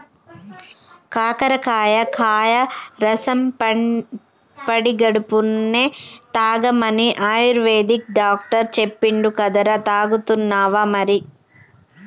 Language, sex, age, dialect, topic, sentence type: Telugu, female, 31-35, Telangana, agriculture, statement